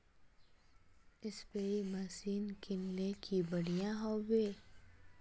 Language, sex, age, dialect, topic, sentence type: Magahi, female, 18-24, Northeastern/Surjapuri, agriculture, question